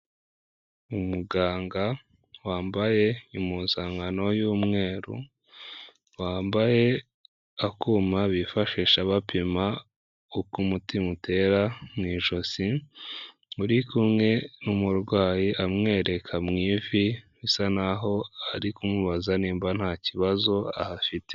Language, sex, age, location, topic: Kinyarwanda, male, 18-24, Kigali, health